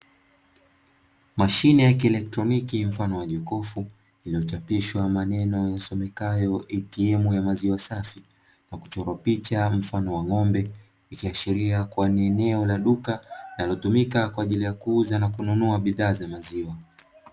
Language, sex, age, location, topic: Swahili, male, 25-35, Dar es Salaam, finance